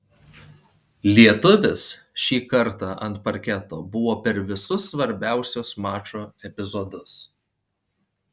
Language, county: Lithuanian, Panevėžys